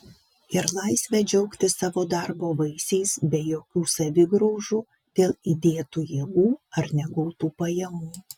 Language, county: Lithuanian, Vilnius